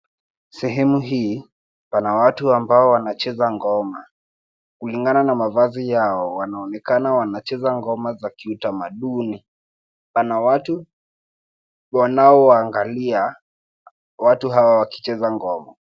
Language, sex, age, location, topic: Swahili, male, 18-24, Nairobi, government